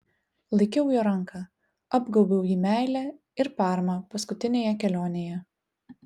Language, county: Lithuanian, Telšiai